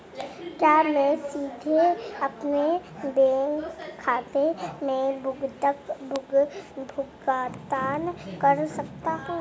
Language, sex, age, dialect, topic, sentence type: Hindi, female, 25-30, Marwari Dhudhari, banking, question